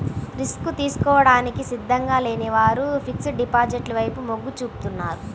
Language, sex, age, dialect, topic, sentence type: Telugu, female, 18-24, Central/Coastal, banking, statement